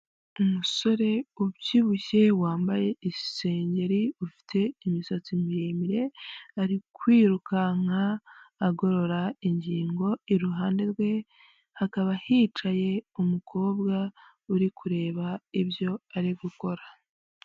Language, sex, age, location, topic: Kinyarwanda, female, 25-35, Huye, health